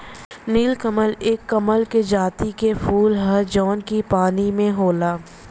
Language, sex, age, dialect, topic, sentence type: Bhojpuri, female, 25-30, Western, agriculture, statement